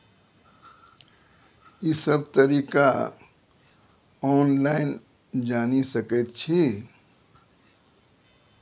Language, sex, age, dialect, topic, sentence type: Maithili, male, 60-100, Angika, banking, question